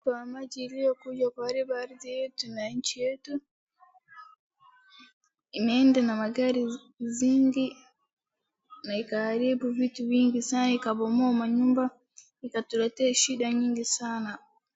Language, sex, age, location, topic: Swahili, female, 36-49, Wajir, health